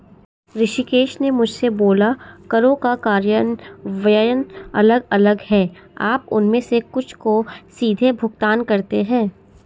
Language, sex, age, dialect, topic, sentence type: Hindi, female, 60-100, Marwari Dhudhari, banking, statement